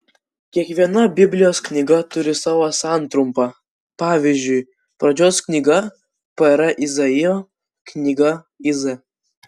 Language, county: Lithuanian, Vilnius